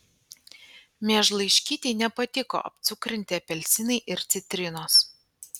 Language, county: Lithuanian, Panevėžys